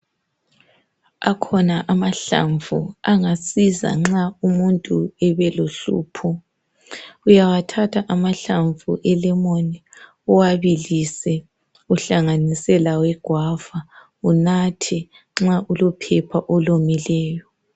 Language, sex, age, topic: North Ndebele, male, 36-49, health